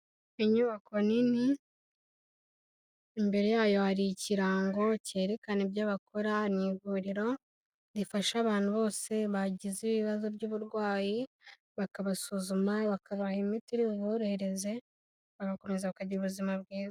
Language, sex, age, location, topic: Kinyarwanda, female, 18-24, Kigali, health